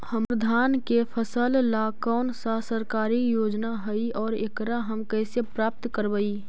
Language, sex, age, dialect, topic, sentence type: Magahi, female, 36-40, Central/Standard, agriculture, question